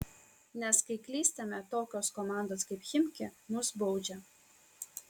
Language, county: Lithuanian, Kaunas